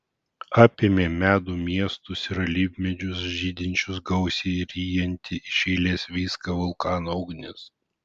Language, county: Lithuanian, Vilnius